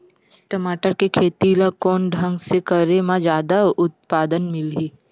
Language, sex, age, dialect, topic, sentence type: Chhattisgarhi, female, 51-55, Western/Budati/Khatahi, agriculture, question